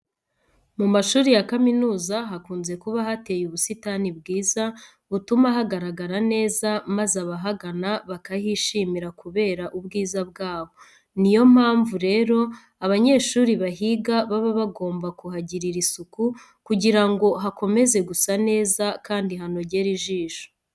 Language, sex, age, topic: Kinyarwanda, female, 25-35, education